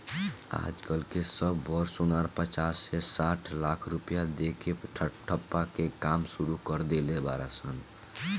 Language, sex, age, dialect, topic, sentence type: Bhojpuri, male, <18, Southern / Standard, banking, statement